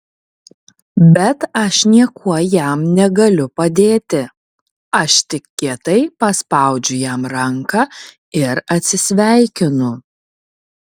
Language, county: Lithuanian, Kaunas